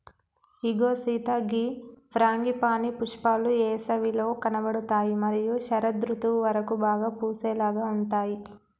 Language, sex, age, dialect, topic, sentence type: Telugu, female, 18-24, Telangana, agriculture, statement